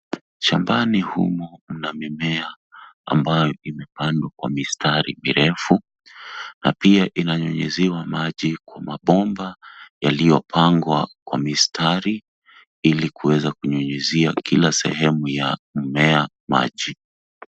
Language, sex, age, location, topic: Swahili, male, 36-49, Nairobi, agriculture